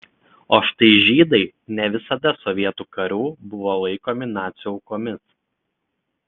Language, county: Lithuanian, Telšiai